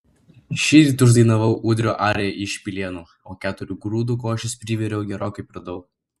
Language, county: Lithuanian, Vilnius